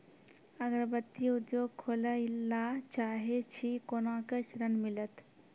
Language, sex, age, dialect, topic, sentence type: Maithili, female, 46-50, Angika, banking, question